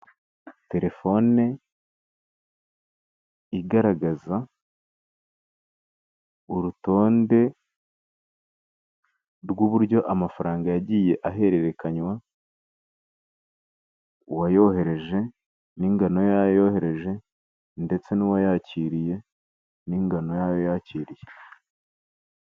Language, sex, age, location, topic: Kinyarwanda, male, 18-24, Kigali, finance